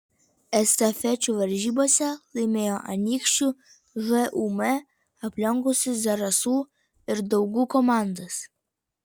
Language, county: Lithuanian, Vilnius